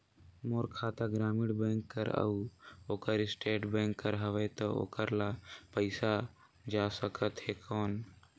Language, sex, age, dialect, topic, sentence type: Chhattisgarhi, male, 46-50, Northern/Bhandar, banking, question